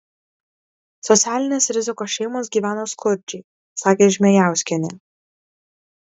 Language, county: Lithuanian, Kaunas